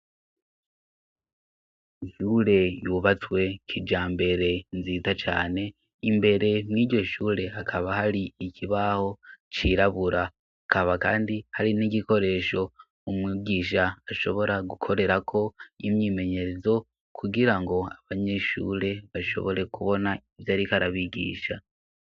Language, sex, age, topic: Rundi, male, 25-35, education